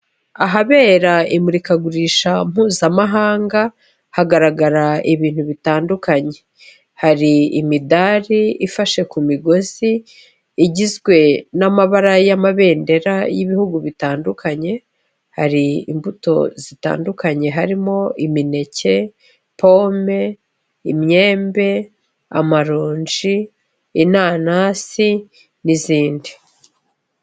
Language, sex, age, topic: Kinyarwanda, female, 36-49, health